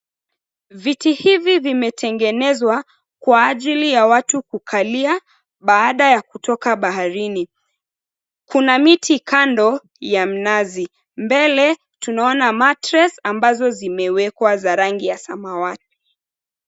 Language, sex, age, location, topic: Swahili, female, 25-35, Mombasa, government